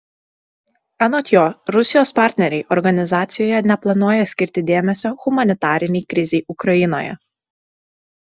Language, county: Lithuanian, Kaunas